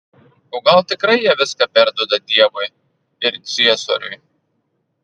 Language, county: Lithuanian, Marijampolė